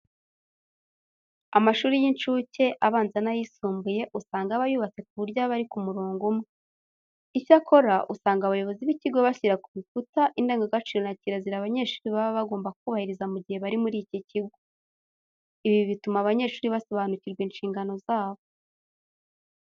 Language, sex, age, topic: Kinyarwanda, female, 18-24, education